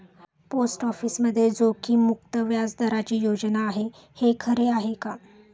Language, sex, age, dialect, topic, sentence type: Marathi, female, 36-40, Standard Marathi, banking, statement